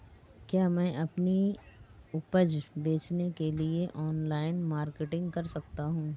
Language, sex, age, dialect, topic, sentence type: Hindi, female, 36-40, Marwari Dhudhari, agriculture, question